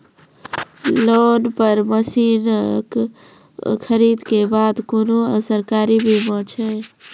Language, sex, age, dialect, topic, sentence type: Maithili, female, 25-30, Angika, agriculture, question